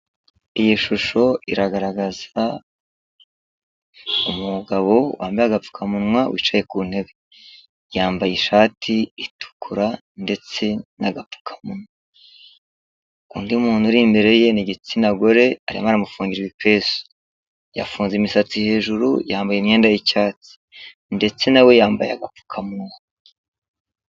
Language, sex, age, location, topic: Kinyarwanda, male, 36-49, Kigali, health